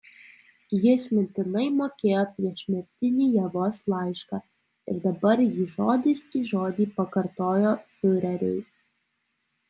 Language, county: Lithuanian, Alytus